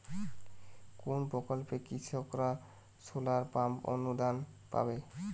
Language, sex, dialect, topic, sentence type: Bengali, male, Western, agriculture, question